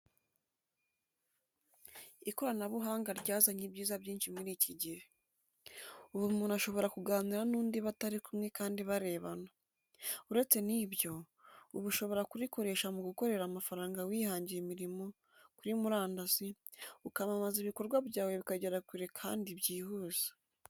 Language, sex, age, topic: Kinyarwanda, female, 18-24, education